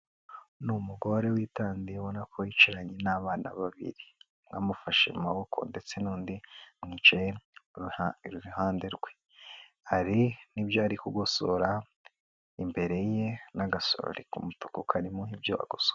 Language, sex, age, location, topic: Kinyarwanda, female, 25-35, Kigali, health